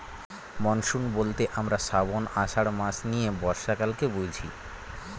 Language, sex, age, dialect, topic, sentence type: Bengali, male, 18-24, Northern/Varendri, agriculture, statement